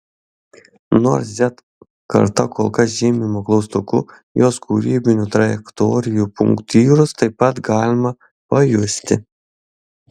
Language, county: Lithuanian, Šiauliai